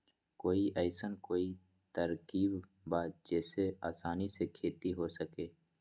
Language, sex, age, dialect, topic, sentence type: Magahi, male, 18-24, Western, agriculture, question